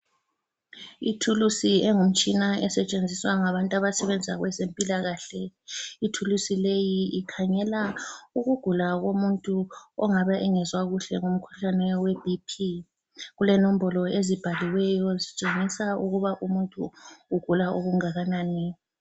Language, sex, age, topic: North Ndebele, female, 36-49, health